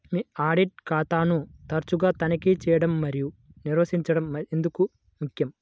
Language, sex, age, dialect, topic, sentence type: Telugu, male, 18-24, Central/Coastal, banking, question